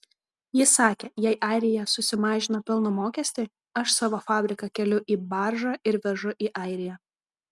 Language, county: Lithuanian, Kaunas